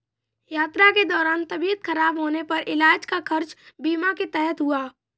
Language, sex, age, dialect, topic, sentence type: Hindi, male, 18-24, Kanauji Braj Bhasha, banking, statement